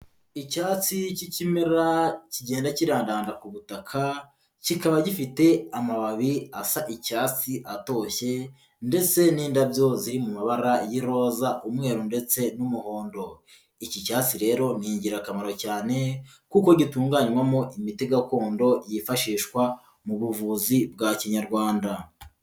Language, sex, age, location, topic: Kinyarwanda, female, 18-24, Huye, health